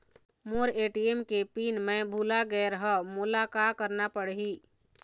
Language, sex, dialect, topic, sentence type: Chhattisgarhi, female, Eastern, banking, question